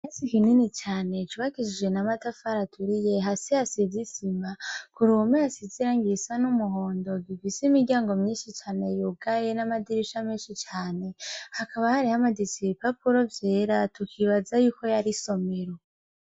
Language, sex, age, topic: Rundi, female, 18-24, education